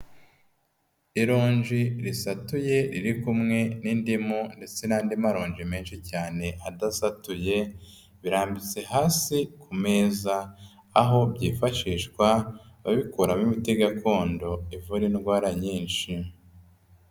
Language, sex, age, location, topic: Kinyarwanda, male, 25-35, Kigali, health